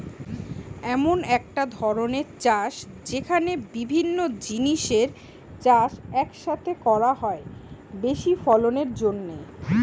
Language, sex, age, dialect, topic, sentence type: Bengali, female, 25-30, Western, agriculture, statement